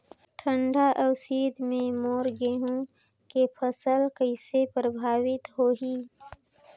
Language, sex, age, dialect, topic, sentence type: Chhattisgarhi, female, 25-30, Northern/Bhandar, agriculture, question